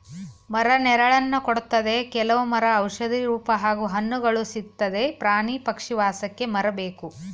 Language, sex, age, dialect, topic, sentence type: Kannada, female, 36-40, Mysore Kannada, agriculture, statement